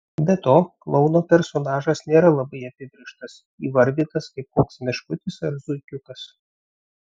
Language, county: Lithuanian, Vilnius